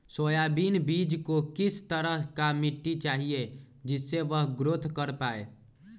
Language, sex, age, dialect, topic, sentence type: Magahi, male, 18-24, Western, agriculture, question